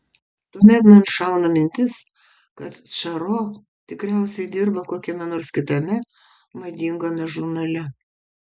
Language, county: Lithuanian, Kaunas